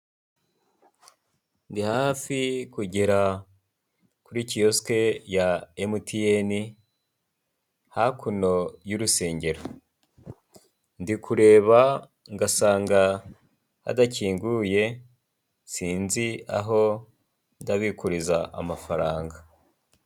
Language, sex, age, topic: Kinyarwanda, male, 36-49, finance